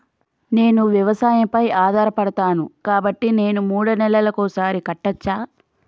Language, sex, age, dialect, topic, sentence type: Telugu, female, 25-30, Telangana, banking, question